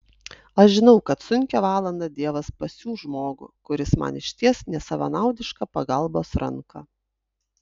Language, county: Lithuanian, Utena